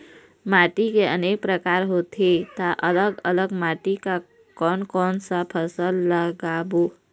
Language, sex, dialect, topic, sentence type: Chhattisgarhi, female, Eastern, agriculture, question